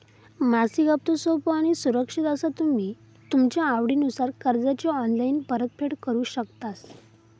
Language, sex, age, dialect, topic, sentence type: Marathi, female, 18-24, Southern Konkan, banking, statement